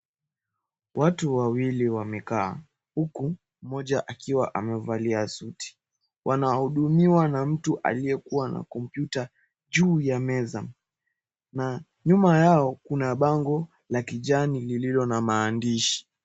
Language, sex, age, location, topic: Swahili, male, 18-24, Mombasa, government